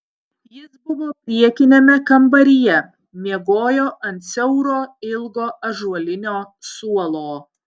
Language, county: Lithuanian, Utena